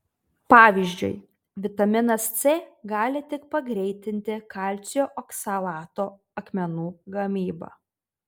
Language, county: Lithuanian, Tauragė